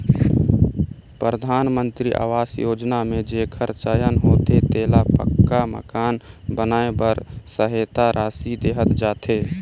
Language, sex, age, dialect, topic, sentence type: Chhattisgarhi, male, 18-24, Northern/Bhandar, banking, statement